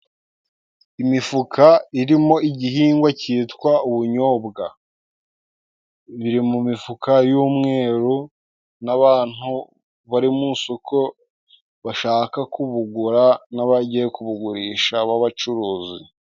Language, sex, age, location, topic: Kinyarwanda, male, 18-24, Musanze, agriculture